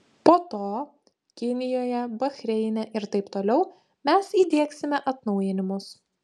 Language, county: Lithuanian, Panevėžys